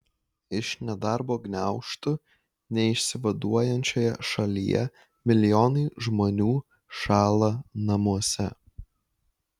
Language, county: Lithuanian, Kaunas